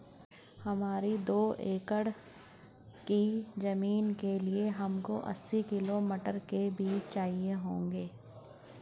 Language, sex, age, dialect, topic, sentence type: Hindi, female, 18-24, Hindustani Malvi Khadi Boli, agriculture, statement